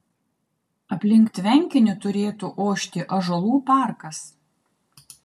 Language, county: Lithuanian, Kaunas